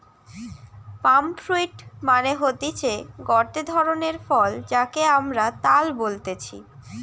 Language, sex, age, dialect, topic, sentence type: Bengali, female, <18, Western, agriculture, statement